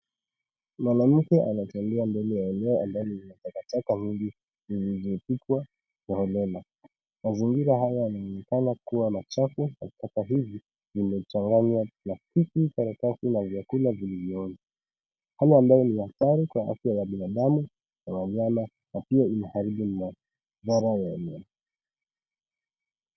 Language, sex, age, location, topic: Swahili, male, 18-24, Nairobi, government